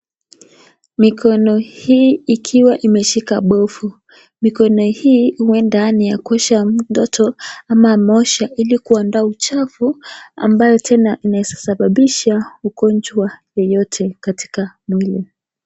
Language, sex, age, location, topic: Swahili, female, 18-24, Nakuru, health